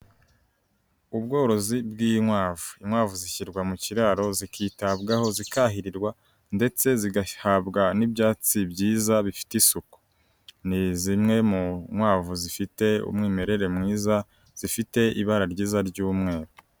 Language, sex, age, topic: Kinyarwanda, female, 36-49, agriculture